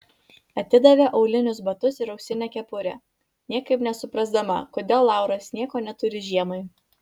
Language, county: Lithuanian, Vilnius